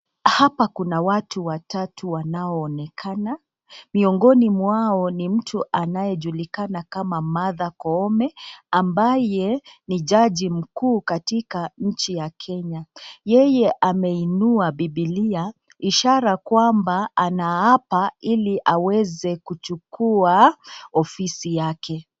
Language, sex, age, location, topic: Swahili, female, 25-35, Nakuru, government